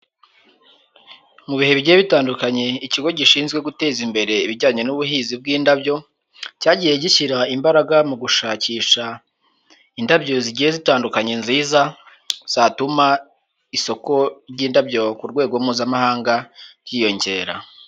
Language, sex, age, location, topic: Kinyarwanda, male, 18-24, Huye, agriculture